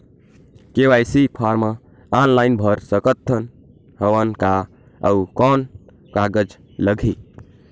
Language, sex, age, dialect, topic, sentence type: Chhattisgarhi, male, 18-24, Northern/Bhandar, banking, question